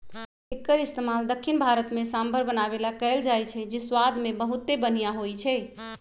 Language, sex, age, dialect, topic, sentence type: Magahi, male, 36-40, Western, agriculture, statement